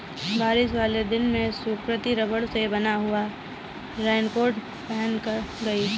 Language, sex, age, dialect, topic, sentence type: Hindi, female, 60-100, Kanauji Braj Bhasha, agriculture, statement